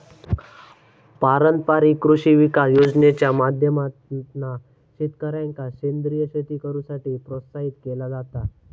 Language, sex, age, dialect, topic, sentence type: Marathi, male, 18-24, Southern Konkan, agriculture, statement